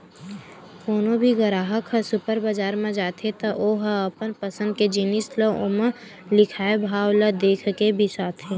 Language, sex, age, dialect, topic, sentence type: Chhattisgarhi, female, 18-24, Western/Budati/Khatahi, agriculture, statement